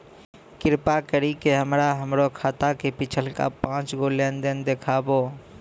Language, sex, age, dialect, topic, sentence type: Maithili, male, 25-30, Angika, banking, statement